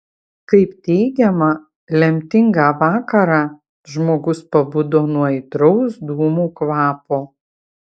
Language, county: Lithuanian, Utena